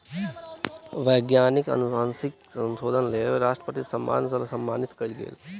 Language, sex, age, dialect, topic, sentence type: Maithili, male, 18-24, Southern/Standard, agriculture, statement